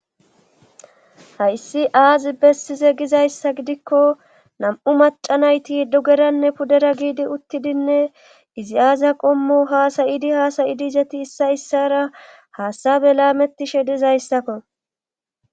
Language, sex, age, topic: Gamo, female, 36-49, government